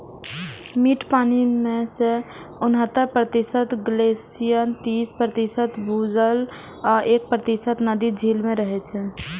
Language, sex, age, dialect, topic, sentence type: Maithili, female, 18-24, Eastern / Thethi, agriculture, statement